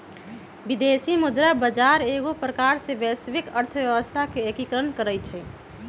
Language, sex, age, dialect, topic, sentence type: Magahi, female, 31-35, Western, banking, statement